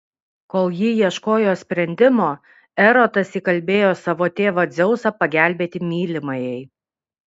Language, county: Lithuanian, Kaunas